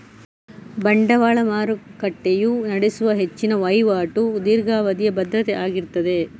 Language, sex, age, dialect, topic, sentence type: Kannada, female, 25-30, Coastal/Dakshin, banking, statement